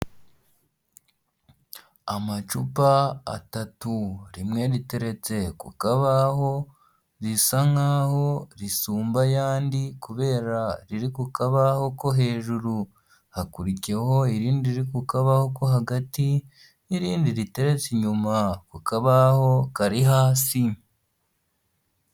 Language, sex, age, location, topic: Kinyarwanda, female, 18-24, Huye, health